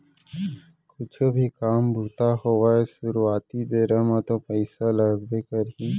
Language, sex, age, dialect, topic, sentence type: Chhattisgarhi, male, 18-24, Central, banking, statement